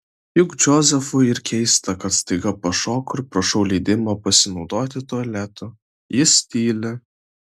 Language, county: Lithuanian, Vilnius